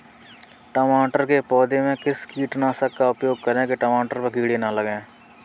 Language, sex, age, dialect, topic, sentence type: Hindi, male, 18-24, Kanauji Braj Bhasha, agriculture, question